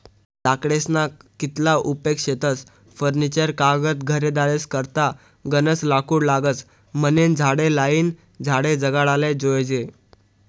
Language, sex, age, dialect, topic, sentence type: Marathi, male, 18-24, Northern Konkan, agriculture, statement